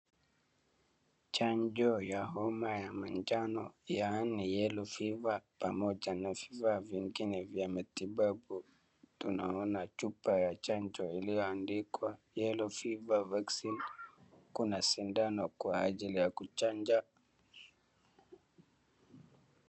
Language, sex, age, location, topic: Swahili, male, 36-49, Wajir, health